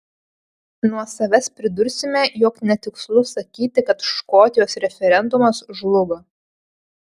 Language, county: Lithuanian, Panevėžys